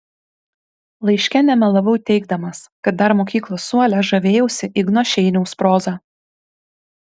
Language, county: Lithuanian, Kaunas